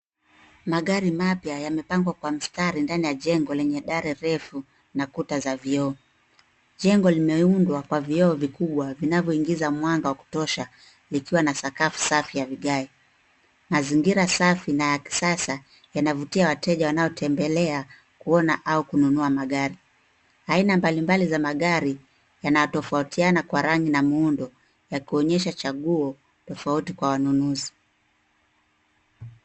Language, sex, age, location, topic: Swahili, female, 36-49, Nairobi, finance